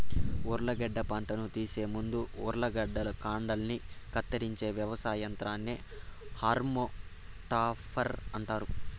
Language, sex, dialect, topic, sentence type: Telugu, male, Southern, agriculture, statement